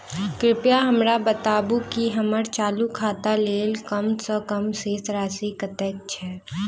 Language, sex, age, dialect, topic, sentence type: Maithili, female, 18-24, Southern/Standard, banking, statement